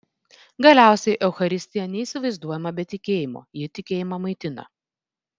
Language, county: Lithuanian, Vilnius